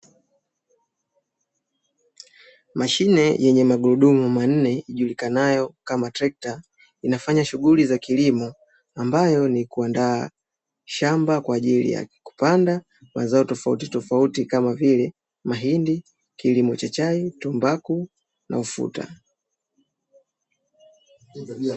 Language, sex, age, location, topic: Swahili, female, 18-24, Dar es Salaam, agriculture